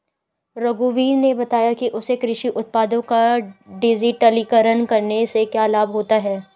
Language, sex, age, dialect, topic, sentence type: Hindi, female, 18-24, Garhwali, agriculture, statement